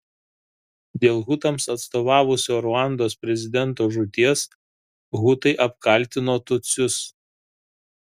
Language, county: Lithuanian, Šiauliai